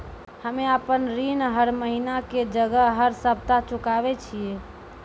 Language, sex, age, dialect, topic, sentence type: Maithili, female, 25-30, Angika, banking, statement